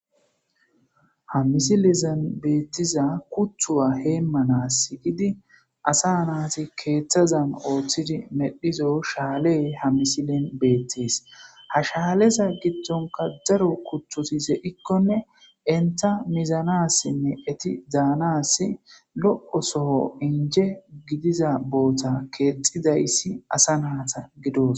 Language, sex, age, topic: Gamo, male, 25-35, agriculture